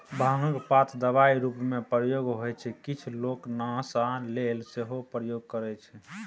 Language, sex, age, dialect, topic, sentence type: Maithili, male, 18-24, Bajjika, agriculture, statement